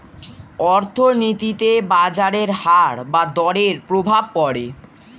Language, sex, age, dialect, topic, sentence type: Bengali, male, 46-50, Standard Colloquial, banking, statement